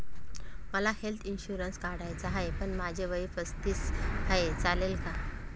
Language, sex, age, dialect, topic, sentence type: Marathi, male, 18-24, Northern Konkan, banking, question